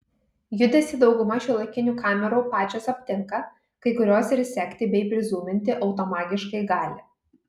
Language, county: Lithuanian, Kaunas